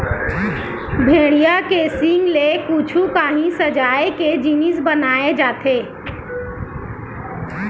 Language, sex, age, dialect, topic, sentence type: Chhattisgarhi, male, 18-24, Western/Budati/Khatahi, agriculture, statement